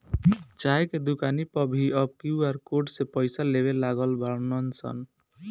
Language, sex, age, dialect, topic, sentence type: Bhojpuri, male, 18-24, Northern, banking, statement